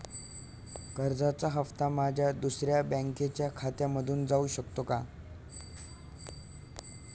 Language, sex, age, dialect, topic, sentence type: Marathi, male, 18-24, Standard Marathi, banking, question